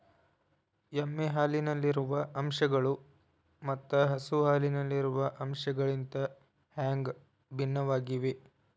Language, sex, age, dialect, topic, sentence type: Kannada, male, 18-24, Dharwad Kannada, agriculture, question